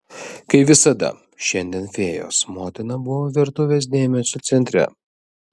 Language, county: Lithuanian, Vilnius